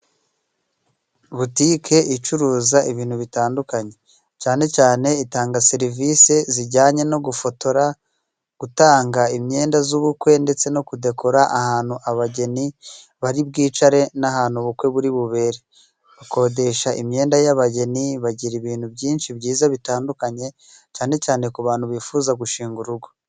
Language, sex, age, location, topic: Kinyarwanda, male, 25-35, Burera, finance